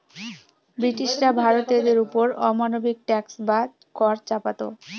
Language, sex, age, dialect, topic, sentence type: Bengali, female, 18-24, Northern/Varendri, banking, statement